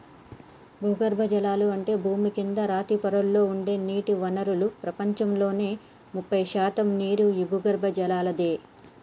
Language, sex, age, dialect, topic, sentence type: Telugu, male, 31-35, Telangana, agriculture, statement